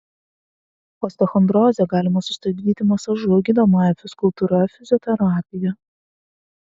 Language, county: Lithuanian, Vilnius